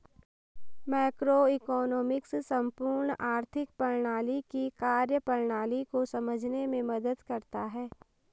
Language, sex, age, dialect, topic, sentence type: Hindi, female, 18-24, Marwari Dhudhari, banking, statement